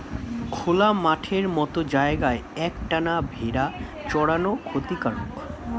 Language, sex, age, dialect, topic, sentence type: Bengali, male, 18-24, Standard Colloquial, agriculture, statement